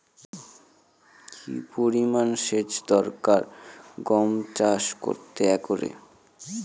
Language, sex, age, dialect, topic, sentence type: Bengali, male, 18-24, Northern/Varendri, agriculture, question